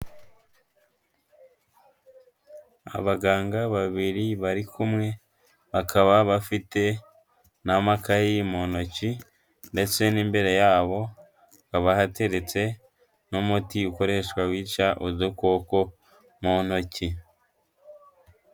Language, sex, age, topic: Kinyarwanda, male, 18-24, health